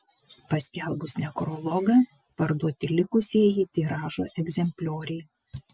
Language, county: Lithuanian, Vilnius